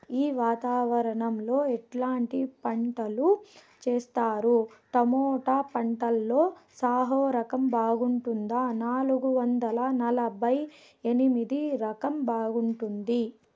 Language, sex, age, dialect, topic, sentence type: Telugu, female, 18-24, Southern, agriculture, question